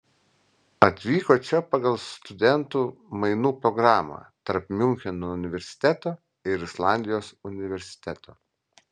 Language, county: Lithuanian, Vilnius